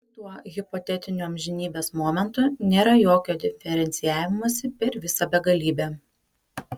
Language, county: Lithuanian, Panevėžys